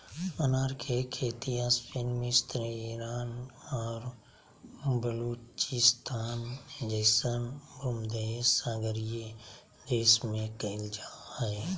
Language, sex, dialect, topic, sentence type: Magahi, male, Southern, agriculture, statement